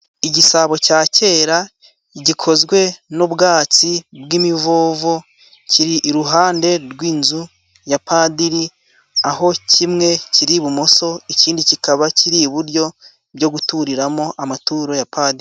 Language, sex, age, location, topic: Kinyarwanda, male, 18-24, Musanze, government